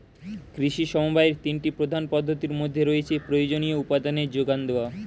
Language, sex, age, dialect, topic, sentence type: Bengali, male, 18-24, Standard Colloquial, agriculture, statement